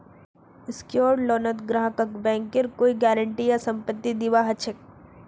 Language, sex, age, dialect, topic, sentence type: Magahi, female, 25-30, Northeastern/Surjapuri, banking, statement